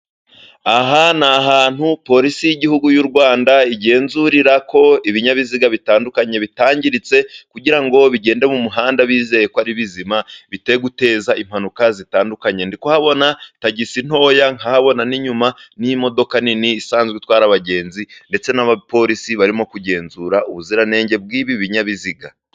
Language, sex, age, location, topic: Kinyarwanda, male, 25-35, Musanze, government